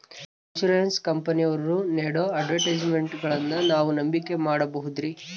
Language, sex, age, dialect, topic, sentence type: Kannada, male, 18-24, Central, banking, question